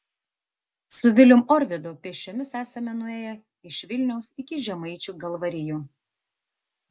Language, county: Lithuanian, Vilnius